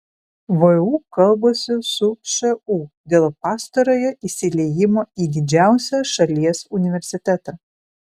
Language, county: Lithuanian, Vilnius